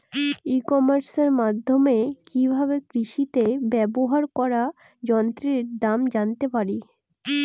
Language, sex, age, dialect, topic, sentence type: Bengali, female, 18-24, Northern/Varendri, agriculture, question